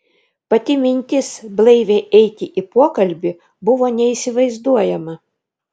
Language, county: Lithuanian, Vilnius